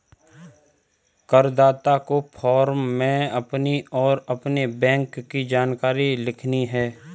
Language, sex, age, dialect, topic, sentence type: Hindi, male, 25-30, Kanauji Braj Bhasha, banking, statement